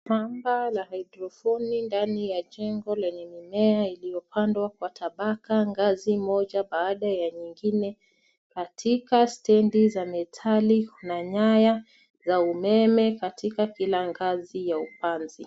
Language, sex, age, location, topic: Swahili, female, 36-49, Nairobi, agriculture